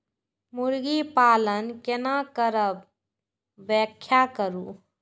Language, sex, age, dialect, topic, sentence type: Maithili, female, 46-50, Eastern / Thethi, agriculture, question